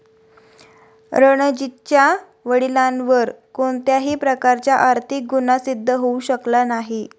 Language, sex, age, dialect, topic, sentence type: Marathi, female, 18-24, Standard Marathi, banking, statement